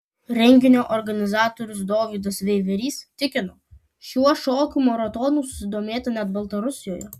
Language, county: Lithuanian, Kaunas